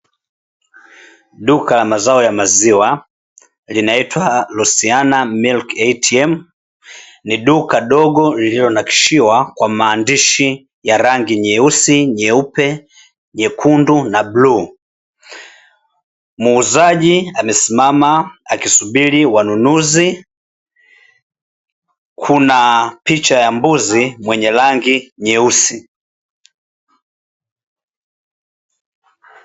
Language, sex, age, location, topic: Swahili, male, 25-35, Dar es Salaam, finance